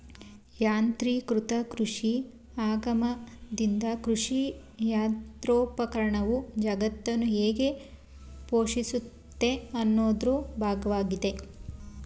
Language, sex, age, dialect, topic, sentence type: Kannada, female, 18-24, Mysore Kannada, agriculture, statement